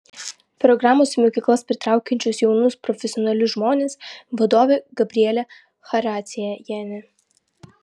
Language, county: Lithuanian, Vilnius